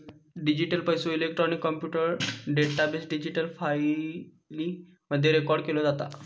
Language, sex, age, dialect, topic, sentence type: Marathi, male, 41-45, Southern Konkan, banking, statement